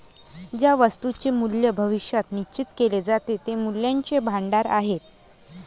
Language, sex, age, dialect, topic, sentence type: Marathi, female, 25-30, Varhadi, banking, statement